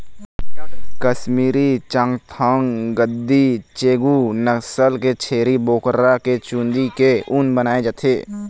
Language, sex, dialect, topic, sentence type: Chhattisgarhi, male, Eastern, agriculture, statement